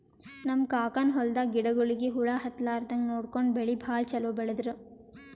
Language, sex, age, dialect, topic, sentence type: Kannada, female, 18-24, Northeastern, agriculture, statement